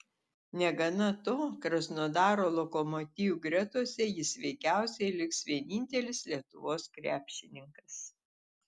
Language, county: Lithuanian, Telšiai